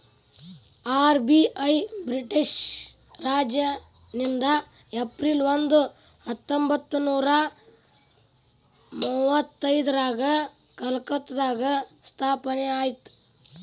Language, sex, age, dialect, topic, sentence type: Kannada, male, 18-24, Dharwad Kannada, banking, statement